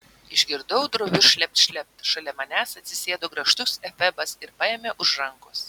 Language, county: Lithuanian, Vilnius